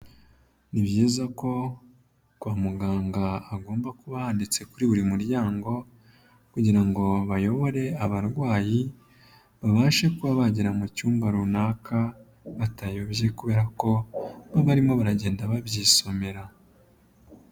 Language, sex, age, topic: Kinyarwanda, male, 18-24, health